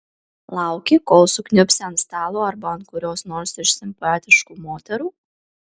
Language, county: Lithuanian, Kaunas